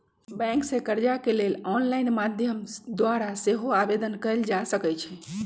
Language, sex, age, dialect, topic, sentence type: Magahi, male, 18-24, Western, banking, statement